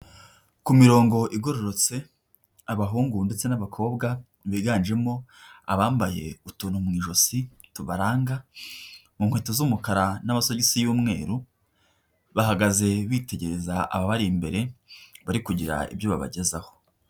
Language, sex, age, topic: Kinyarwanda, female, 25-35, education